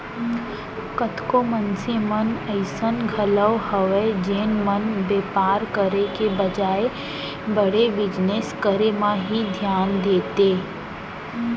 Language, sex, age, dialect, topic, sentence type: Chhattisgarhi, female, 60-100, Central, banking, statement